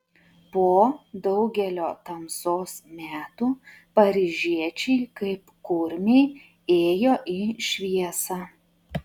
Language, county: Lithuanian, Utena